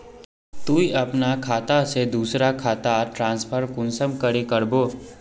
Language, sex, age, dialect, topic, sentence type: Magahi, male, 18-24, Northeastern/Surjapuri, banking, question